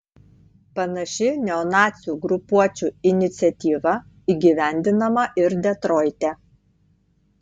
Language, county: Lithuanian, Tauragė